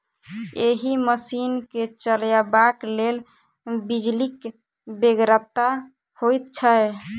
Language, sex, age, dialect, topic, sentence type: Maithili, female, 18-24, Southern/Standard, agriculture, statement